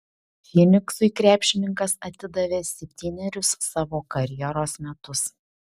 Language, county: Lithuanian, Šiauliai